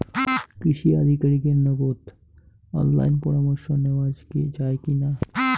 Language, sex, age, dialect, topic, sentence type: Bengali, male, 18-24, Rajbangshi, agriculture, question